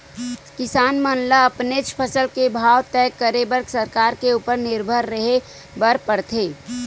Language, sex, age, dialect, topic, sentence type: Chhattisgarhi, female, 18-24, Western/Budati/Khatahi, agriculture, statement